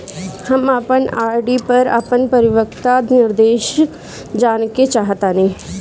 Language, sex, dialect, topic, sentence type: Bhojpuri, female, Northern, banking, statement